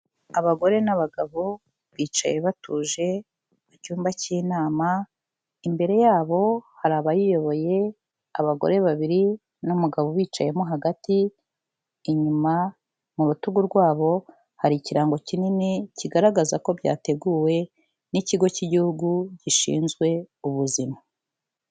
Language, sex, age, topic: Kinyarwanda, female, 36-49, health